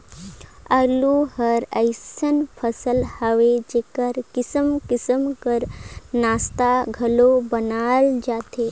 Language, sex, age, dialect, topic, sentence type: Chhattisgarhi, female, 31-35, Northern/Bhandar, agriculture, statement